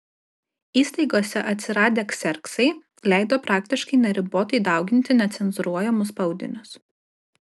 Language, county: Lithuanian, Alytus